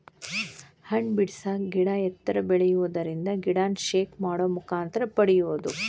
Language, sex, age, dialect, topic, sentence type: Kannada, female, 36-40, Dharwad Kannada, agriculture, statement